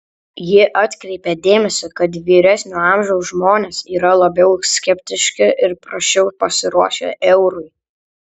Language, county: Lithuanian, Kaunas